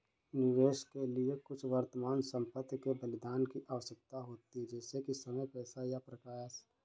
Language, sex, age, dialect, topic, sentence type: Hindi, male, 56-60, Kanauji Braj Bhasha, banking, statement